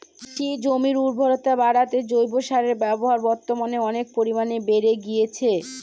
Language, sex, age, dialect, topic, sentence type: Bengali, female, 25-30, Northern/Varendri, agriculture, statement